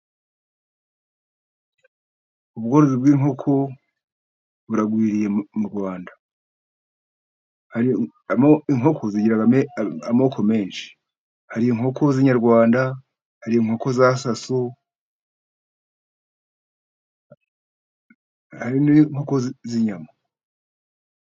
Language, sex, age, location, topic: Kinyarwanda, male, 50+, Musanze, agriculture